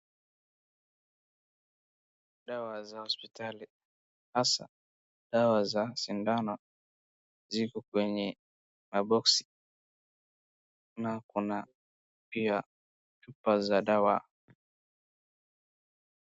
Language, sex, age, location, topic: Swahili, male, 36-49, Wajir, health